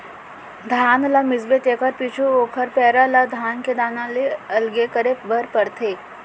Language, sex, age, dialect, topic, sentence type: Chhattisgarhi, female, 18-24, Central, agriculture, statement